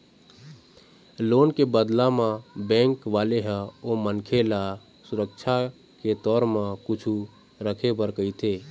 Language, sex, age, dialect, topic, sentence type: Chhattisgarhi, male, 18-24, Eastern, banking, statement